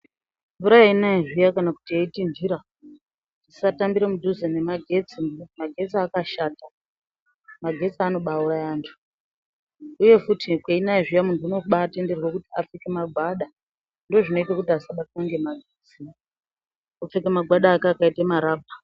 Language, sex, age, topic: Ndau, female, 25-35, education